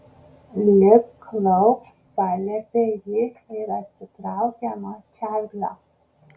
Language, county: Lithuanian, Kaunas